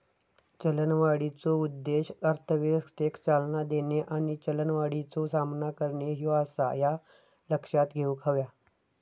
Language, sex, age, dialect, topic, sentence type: Marathi, male, 25-30, Southern Konkan, banking, statement